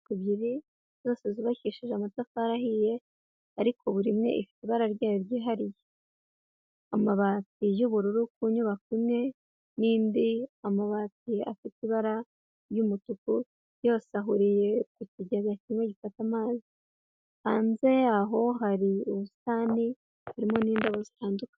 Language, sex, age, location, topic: Kinyarwanda, female, 18-24, Huye, health